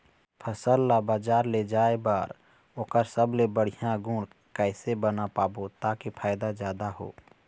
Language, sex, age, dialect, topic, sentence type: Chhattisgarhi, male, 31-35, Eastern, agriculture, question